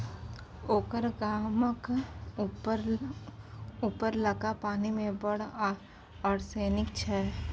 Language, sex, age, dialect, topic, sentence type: Maithili, female, 18-24, Bajjika, agriculture, statement